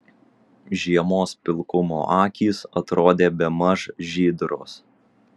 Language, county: Lithuanian, Vilnius